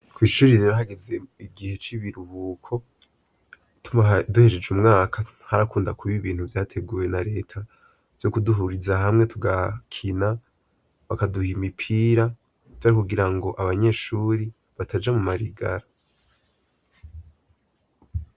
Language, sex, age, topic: Rundi, male, 18-24, education